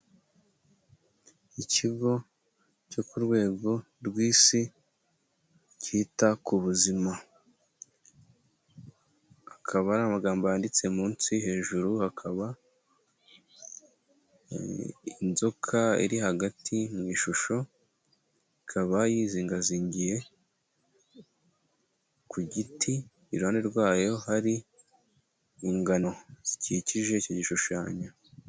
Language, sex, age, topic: Kinyarwanda, male, 18-24, health